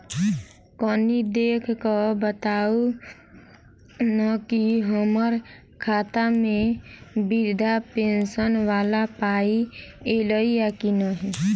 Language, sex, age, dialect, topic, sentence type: Maithili, female, 18-24, Southern/Standard, banking, question